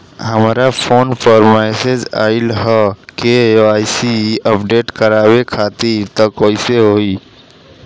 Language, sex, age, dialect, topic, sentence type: Bhojpuri, male, <18, Southern / Standard, banking, question